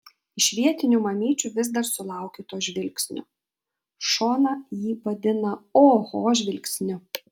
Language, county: Lithuanian, Vilnius